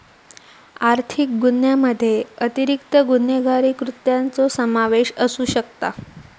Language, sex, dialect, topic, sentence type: Marathi, female, Southern Konkan, banking, statement